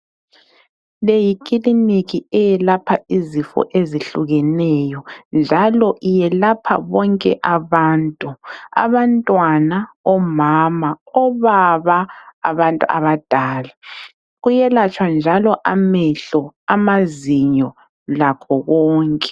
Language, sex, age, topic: North Ndebele, female, 25-35, health